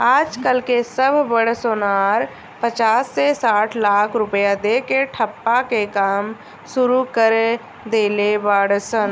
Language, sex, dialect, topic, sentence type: Bhojpuri, female, Southern / Standard, banking, statement